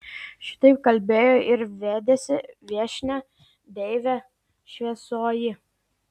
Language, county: Lithuanian, Klaipėda